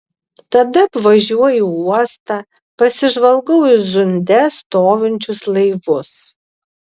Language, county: Lithuanian, Vilnius